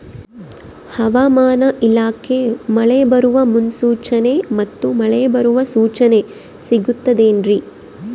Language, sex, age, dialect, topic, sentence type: Kannada, female, 25-30, Central, agriculture, question